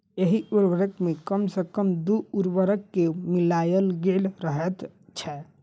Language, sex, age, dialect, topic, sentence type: Maithili, male, 25-30, Southern/Standard, agriculture, statement